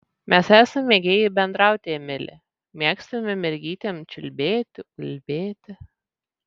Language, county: Lithuanian, Vilnius